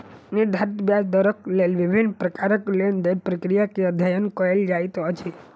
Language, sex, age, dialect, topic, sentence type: Maithili, male, 25-30, Southern/Standard, banking, statement